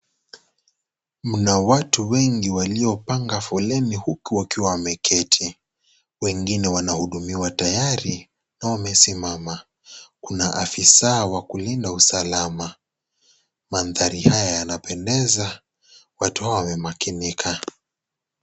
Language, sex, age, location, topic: Swahili, male, 18-24, Kisii, government